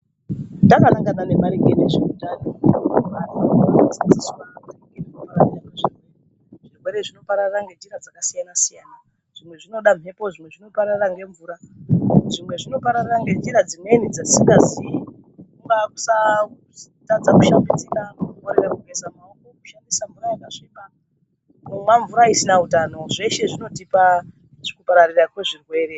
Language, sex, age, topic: Ndau, female, 36-49, health